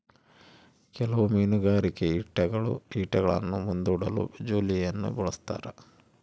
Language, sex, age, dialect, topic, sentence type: Kannada, male, 46-50, Central, agriculture, statement